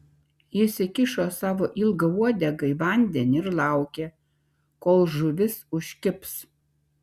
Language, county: Lithuanian, Šiauliai